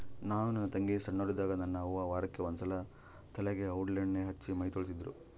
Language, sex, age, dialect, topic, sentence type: Kannada, male, 31-35, Central, agriculture, statement